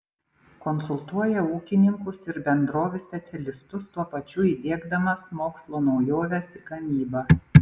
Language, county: Lithuanian, Panevėžys